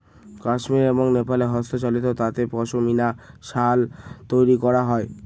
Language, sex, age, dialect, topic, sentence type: Bengali, male, <18, Northern/Varendri, agriculture, statement